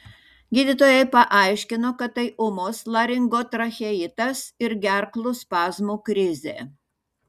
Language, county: Lithuanian, Šiauliai